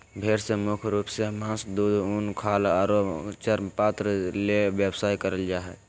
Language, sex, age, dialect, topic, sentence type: Magahi, male, 18-24, Southern, agriculture, statement